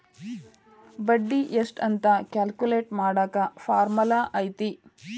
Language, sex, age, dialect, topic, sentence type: Kannada, female, 31-35, Dharwad Kannada, banking, statement